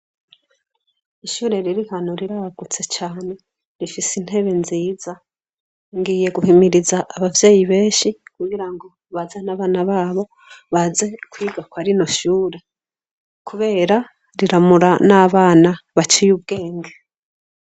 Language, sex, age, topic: Rundi, female, 25-35, education